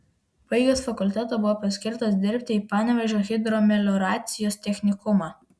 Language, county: Lithuanian, Vilnius